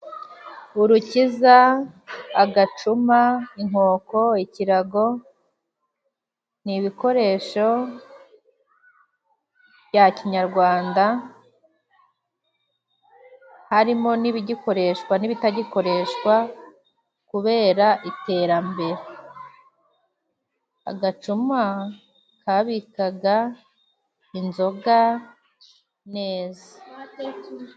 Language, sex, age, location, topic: Kinyarwanda, female, 25-35, Musanze, government